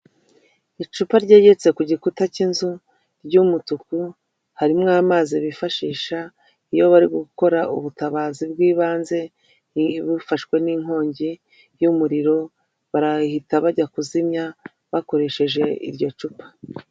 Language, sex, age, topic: Kinyarwanda, female, 36-49, government